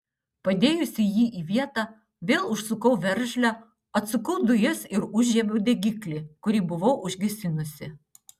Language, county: Lithuanian, Utena